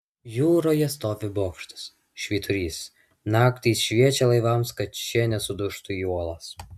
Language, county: Lithuanian, Vilnius